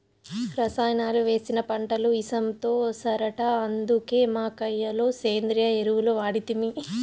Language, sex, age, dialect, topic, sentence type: Telugu, female, 25-30, Southern, agriculture, statement